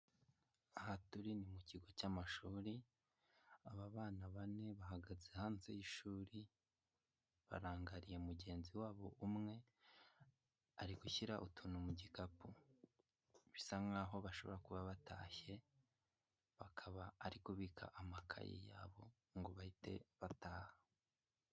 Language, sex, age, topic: Kinyarwanda, male, 18-24, education